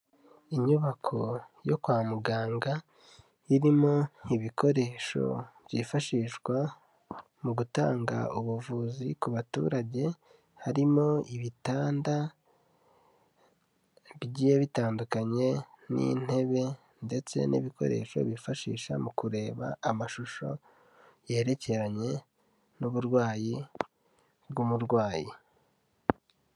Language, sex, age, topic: Kinyarwanda, male, 18-24, health